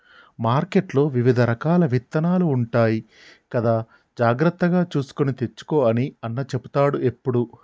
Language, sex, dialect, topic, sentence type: Telugu, male, Telangana, agriculture, statement